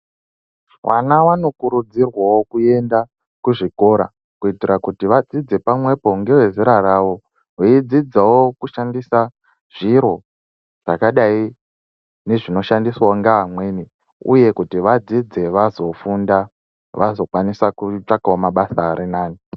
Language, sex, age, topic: Ndau, male, 18-24, education